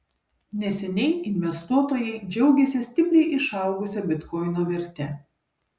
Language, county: Lithuanian, Kaunas